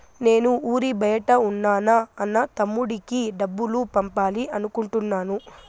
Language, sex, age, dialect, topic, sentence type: Telugu, female, 18-24, Southern, banking, statement